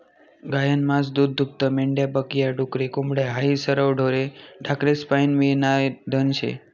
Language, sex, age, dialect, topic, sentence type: Marathi, male, 18-24, Northern Konkan, agriculture, statement